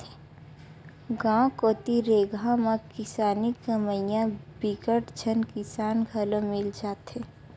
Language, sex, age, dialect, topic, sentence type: Chhattisgarhi, female, 18-24, Western/Budati/Khatahi, banking, statement